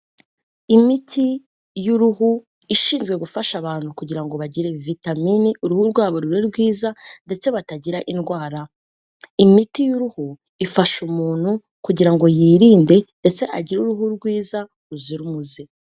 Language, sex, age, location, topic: Kinyarwanda, female, 18-24, Kigali, health